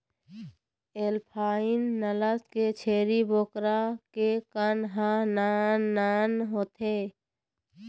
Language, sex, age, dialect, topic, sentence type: Chhattisgarhi, female, 60-100, Eastern, agriculture, statement